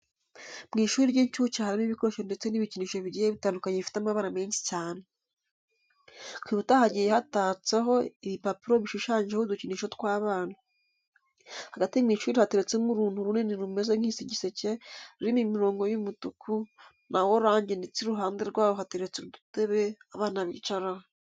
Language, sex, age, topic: Kinyarwanda, female, 18-24, education